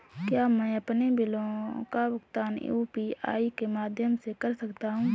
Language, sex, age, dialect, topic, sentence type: Hindi, female, 31-35, Marwari Dhudhari, banking, question